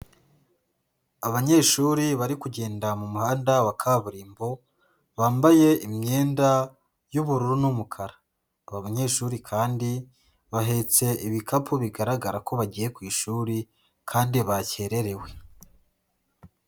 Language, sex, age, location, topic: Kinyarwanda, female, 18-24, Huye, education